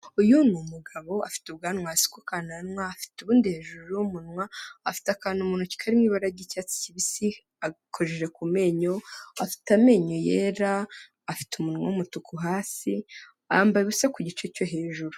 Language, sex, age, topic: Kinyarwanda, female, 18-24, health